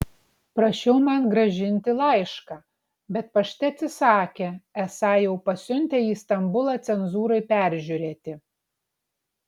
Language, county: Lithuanian, Utena